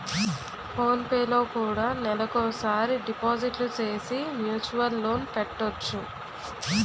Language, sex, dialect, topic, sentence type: Telugu, female, Utterandhra, banking, statement